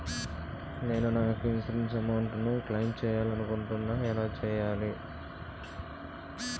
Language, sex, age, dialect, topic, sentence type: Telugu, male, 25-30, Utterandhra, banking, question